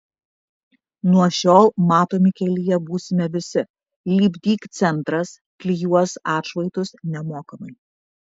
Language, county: Lithuanian, Vilnius